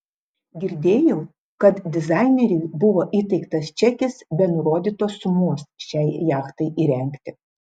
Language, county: Lithuanian, Klaipėda